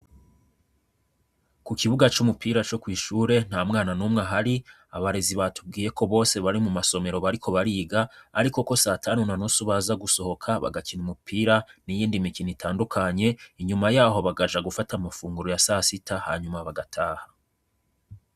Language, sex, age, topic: Rundi, male, 25-35, education